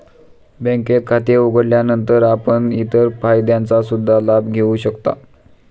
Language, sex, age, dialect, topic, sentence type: Marathi, male, 25-30, Standard Marathi, banking, statement